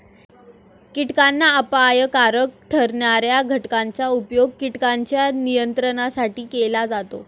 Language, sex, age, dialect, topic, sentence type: Marathi, female, 18-24, Standard Marathi, agriculture, statement